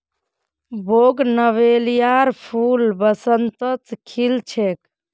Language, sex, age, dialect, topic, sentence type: Magahi, female, 25-30, Northeastern/Surjapuri, agriculture, statement